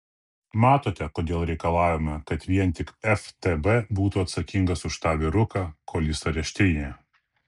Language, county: Lithuanian, Kaunas